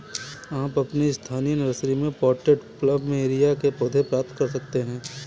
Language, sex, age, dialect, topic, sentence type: Hindi, male, 25-30, Kanauji Braj Bhasha, agriculture, statement